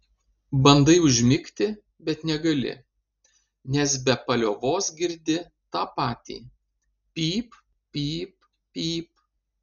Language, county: Lithuanian, Panevėžys